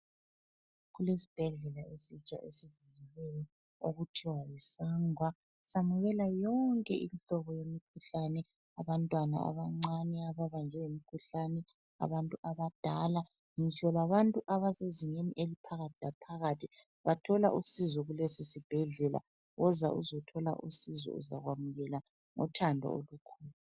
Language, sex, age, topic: North Ndebele, female, 36-49, health